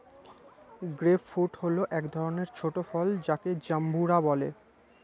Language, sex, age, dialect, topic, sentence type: Bengali, male, 18-24, Standard Colloquial, agriculture, statement